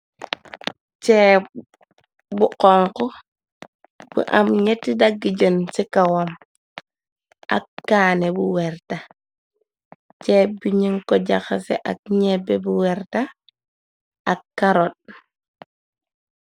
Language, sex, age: Wolof, female, 18-24